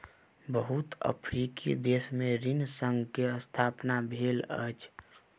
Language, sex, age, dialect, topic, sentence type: Maithili, male, 18-24, Southern/Standard, banking, statement